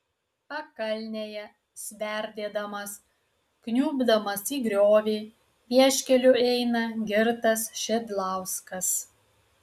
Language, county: Lithuanian, Utena